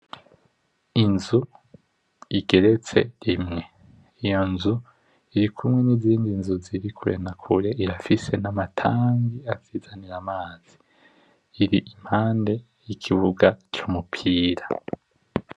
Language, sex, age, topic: Rundi, male, 18-24, agriculture